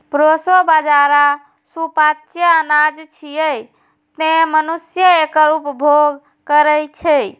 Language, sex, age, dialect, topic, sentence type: Maithili, female, 36-40, Eastern / Thethi, agriculture, statement